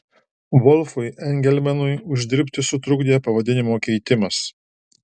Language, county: Lithuanian, Alytus